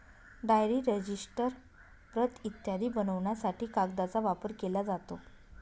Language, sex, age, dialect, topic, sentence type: Marathi, female, 31-35, Northern Konkan, agriculture, statement